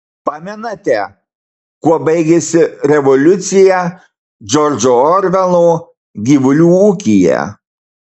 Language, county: Lithuanian, Marijampolė